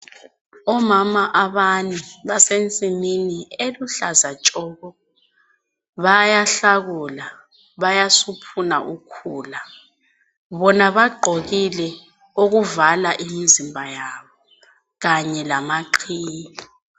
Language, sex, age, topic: North Ndebele, female, 25-35, health